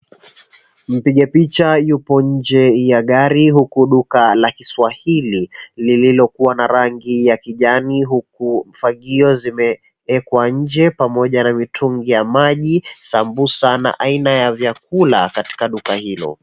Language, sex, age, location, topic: Swahili, male, 25-35, Mombasa, government